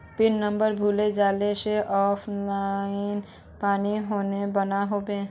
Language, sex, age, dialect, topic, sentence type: Magahi, female, 41-45, Northeastern/Surjapuri, banking, question